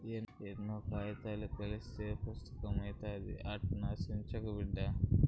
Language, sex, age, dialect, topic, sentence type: Telugu, female, 18-24, Southern, agriculture, statement